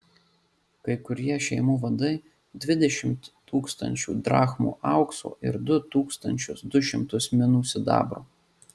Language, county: Lithuanian, Marijampolė